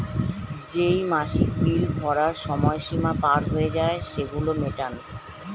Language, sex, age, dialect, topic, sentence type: Bengali, female, 36-40, Standard Colloquial, banking, statement